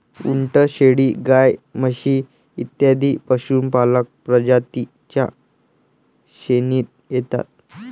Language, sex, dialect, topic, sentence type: Marathi, male, Varhadi, agriculture, statement